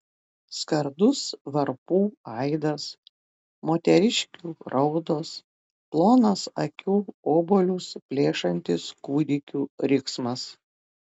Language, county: Lithuanian, Telšiai